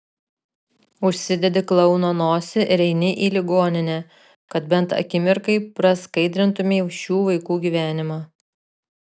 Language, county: Lithuanian, Šiauliai